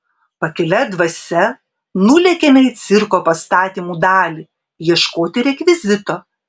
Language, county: Lithuanian, Vilnius